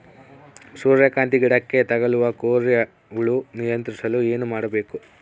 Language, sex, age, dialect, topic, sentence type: Kannada, female, 36-40, Central, agriculture, question